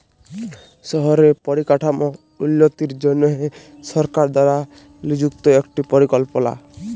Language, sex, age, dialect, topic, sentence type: Bengali, male, 18-24, Jharkhandi, banking, statement